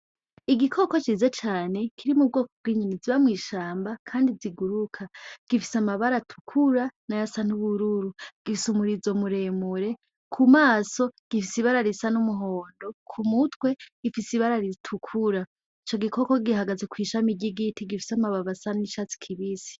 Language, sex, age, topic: Rundi, female, 18-24, agriculture